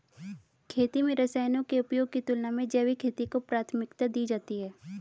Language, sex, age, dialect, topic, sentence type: Hindi, female, 36-40, Hindustani Malvi Khadi Boli, agriculture, statement